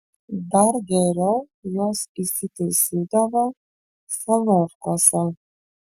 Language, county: Lithuanian, Vilnius